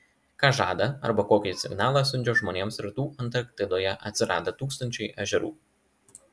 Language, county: Lithuanian, Klaipėda